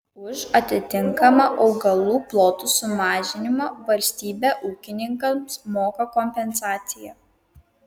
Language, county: Lithuanian, Kaunas